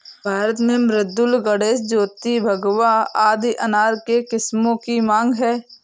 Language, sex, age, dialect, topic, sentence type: Hindi, female, 18-24, Awadhi Bundeli, agriculture, statement